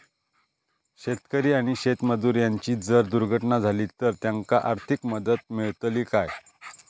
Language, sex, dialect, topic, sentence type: Marathi, male, Southern Konkan, agriculture, question